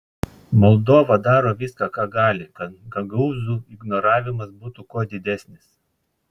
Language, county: Lithuanian, Klaipėda